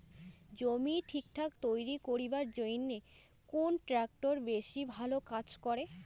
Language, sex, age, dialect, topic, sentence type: Bengali, female, 18-24, Rajbangshi, agriculture, question